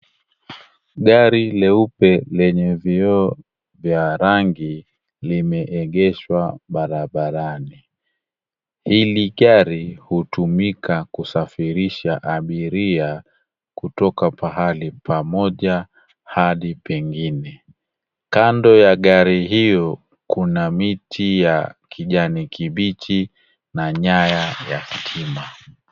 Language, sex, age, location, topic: Swahili, male, 36-49, Kisumu, finance